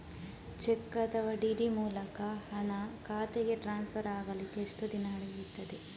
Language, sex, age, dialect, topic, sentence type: Kannada, female, 25-30, Coastal/Dakshin, banking, question